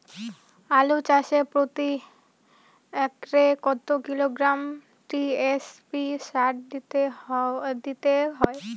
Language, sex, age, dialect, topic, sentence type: Bengali, female, <18, Rajbangshi, agriculture, question